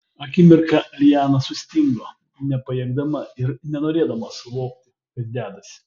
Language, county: Lithuanian, Vilnius